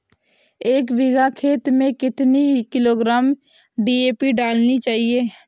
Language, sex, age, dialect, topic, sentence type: Hindi, female, 25-30, Awadhi Bundeli, agriculture, question